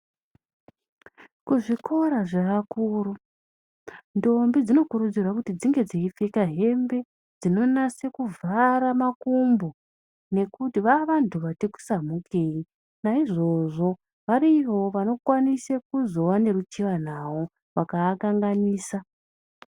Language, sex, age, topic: Ndau, male, 25-35, education